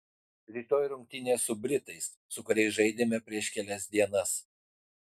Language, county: Lithuanian, Utena